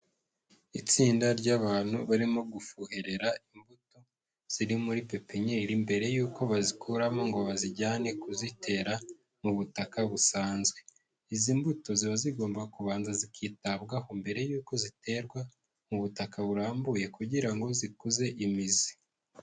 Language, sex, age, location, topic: Kinyarwanda, male, 18-24, Huye, agriculture